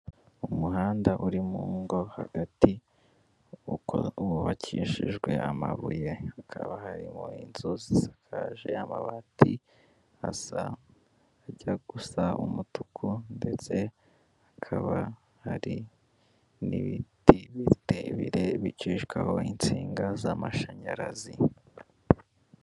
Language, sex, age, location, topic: Kinyarwanda, male, 18-24, Kigali, government